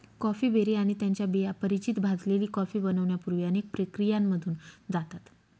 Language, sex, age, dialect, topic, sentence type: Marathi, female, 36-40, Northern Konkan, agriculture, statement